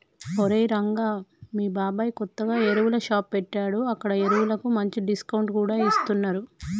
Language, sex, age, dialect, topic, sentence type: Telugu, female, 31-35, Telangana, agriculture, statement